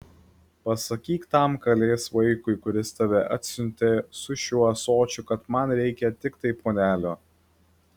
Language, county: Lithuanian, Klaipėda